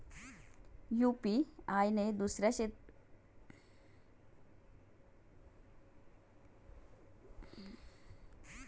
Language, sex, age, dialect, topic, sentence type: Marathi, female, 36-40, Standard Marathi, banking, question